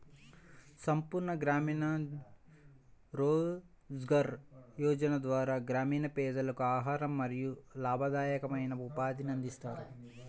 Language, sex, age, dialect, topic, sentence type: Telugu, male, 18-24, Central/Coastal, banking, statement